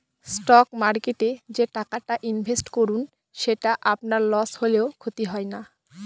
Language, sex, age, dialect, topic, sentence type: Bengali, female, 18-24, Northern/Varendri, banking, statement